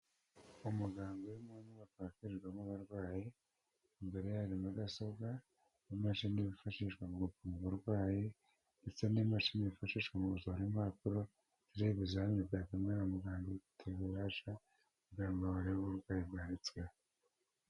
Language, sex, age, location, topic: Kinyarwanda, male, 36-49, Kigali, health